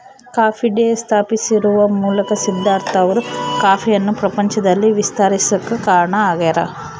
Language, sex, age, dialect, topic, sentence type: Kannada, female, 18-24, Central, agriculture, statement